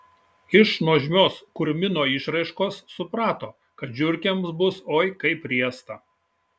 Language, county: Lithuanian, Šiauliai